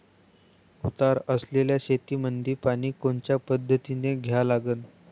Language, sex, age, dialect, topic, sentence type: Marathi, male, 18-24, Varhadi, agriculture, question